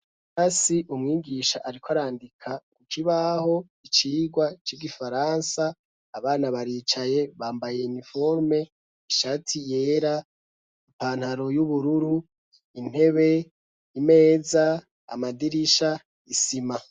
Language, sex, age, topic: Rundi, male, 25-35, education